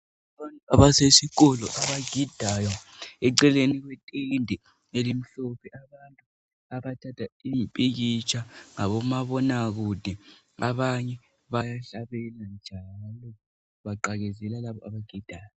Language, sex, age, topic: North Ndebele, male, 18-24, education